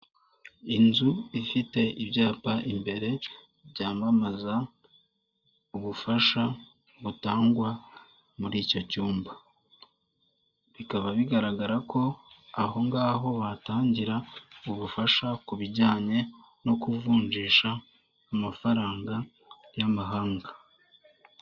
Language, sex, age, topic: Kinyarwanda, male, 18-24, finance